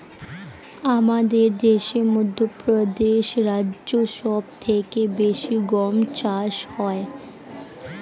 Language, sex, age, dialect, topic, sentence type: Bengali, female, 18-24, Standard Colloquial, agriculture, statement